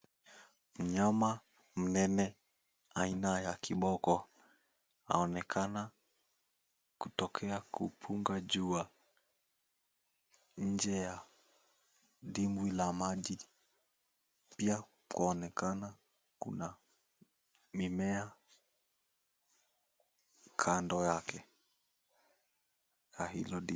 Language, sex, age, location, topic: Swahili, male, 18-24, Mombasa, agriculture